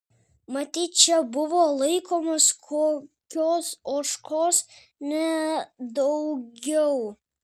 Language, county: Lithuanian, Kaunas